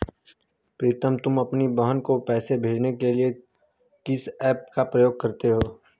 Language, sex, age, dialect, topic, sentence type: Hindi, female, 25-30, Hindustani Malvi Khadi Boli, banking, statement